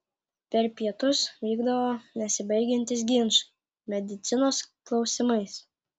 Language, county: Lithuanian, Klaipėda